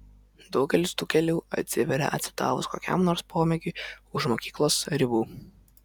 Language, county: Lithuanian, Vilnius